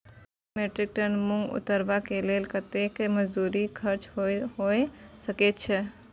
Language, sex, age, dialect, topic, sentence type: Maithili, female, 18-24, Bajjika, agriculture, question